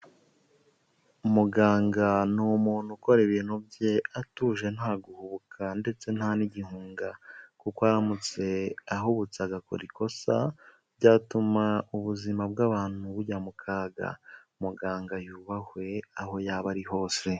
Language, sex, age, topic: Kinyarwanda, male, 18-24, health